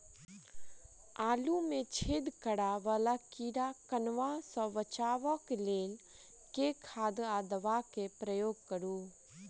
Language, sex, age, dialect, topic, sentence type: Maithili, female, 18-24, Southern/Standard, agriculture, question